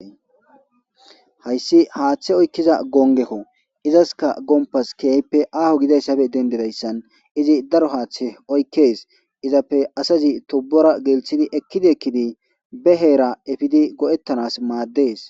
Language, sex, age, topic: Gamo, male, 25-35, government